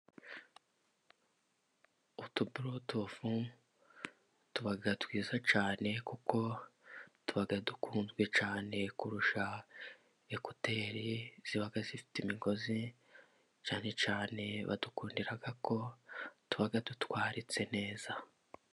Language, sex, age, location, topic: Kinyarwanda, male, 18-24, Musanze, government